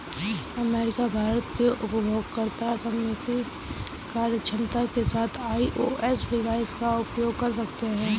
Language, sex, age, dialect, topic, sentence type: Hindi, female, 25-30, Kanauji Braj Bhasha, banking, statement